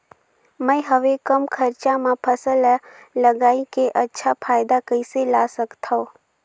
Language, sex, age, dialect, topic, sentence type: Chhattisgarhi, female, 18-24, Northern/Bhandar, agriculture, question